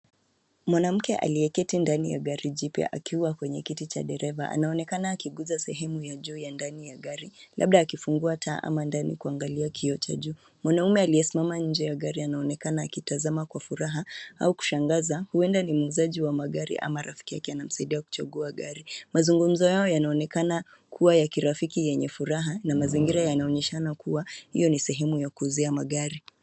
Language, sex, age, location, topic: Swahili, female, 25-35, Nairobi, finance